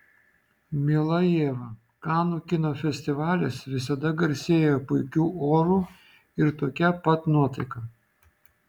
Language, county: Lithuanian, Vilnius